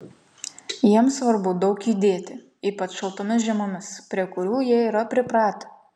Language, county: Lithuanian, Kaunas